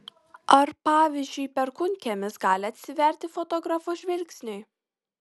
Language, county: Lithuanian, Kaunas